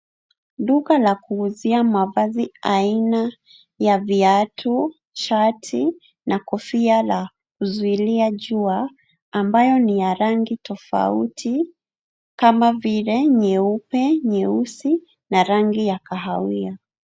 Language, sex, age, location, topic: Swahili, female, 25-35, Nairobi, finance